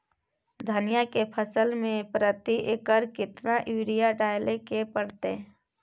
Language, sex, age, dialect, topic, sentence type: Maithili, female, 60-100, Bajjika, agriculture, question